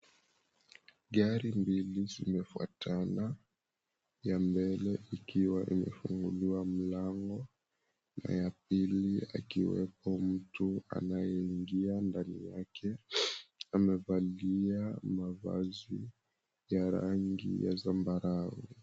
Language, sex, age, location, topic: Swahili, male, 18-24, Mombasa, government